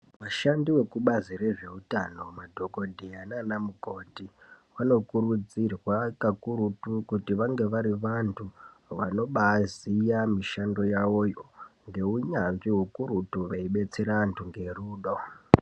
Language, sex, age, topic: Ndau, male, 18-24, health